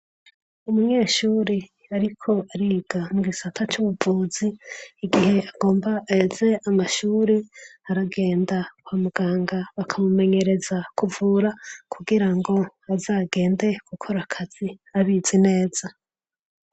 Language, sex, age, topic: Rundi, female, 25-35, education